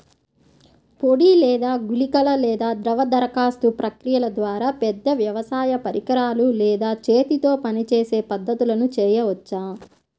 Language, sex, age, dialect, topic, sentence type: Telugu, female, 18-24, Central/Coastal, agriculture, question